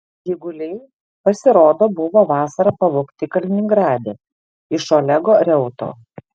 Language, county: Lithuanian, Šiauliai